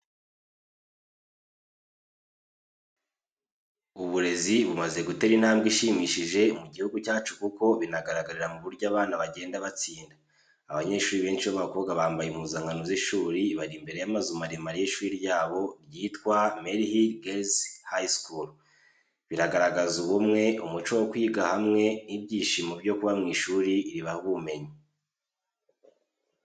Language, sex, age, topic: Kinyarwanda, male, 18-24, education